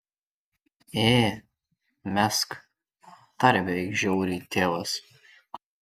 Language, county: Lithuanian, Kaunas